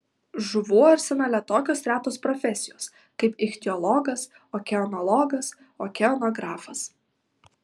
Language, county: Lithuanian, Vilnius